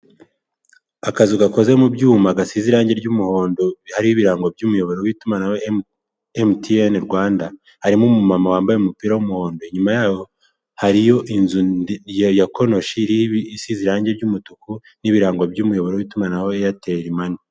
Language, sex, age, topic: Kinyarwanda, male, 18-24, finance